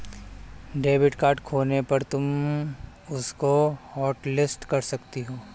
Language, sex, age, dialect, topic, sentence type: Hindi, male, 25-30, Kanauji Braj Bhasha, banking, statement